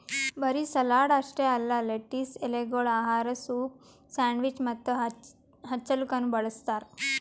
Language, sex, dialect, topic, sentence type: Kannada, female, Northeastern, agriculture, statement